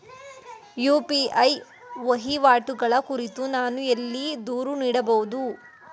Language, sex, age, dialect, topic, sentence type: Kannada, female, 18-24, Mysore Kannada, banking, question